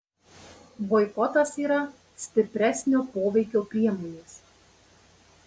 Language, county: Lithuanian, Marijampolė